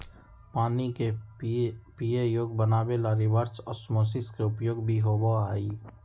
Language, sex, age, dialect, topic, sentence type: Magahi, male, 18-24, Western, agriculture, statement